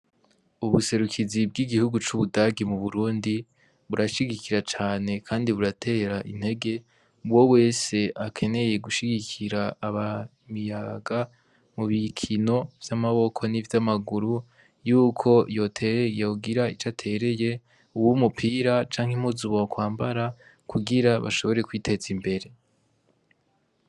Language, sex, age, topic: Rundi, male, 18-24, education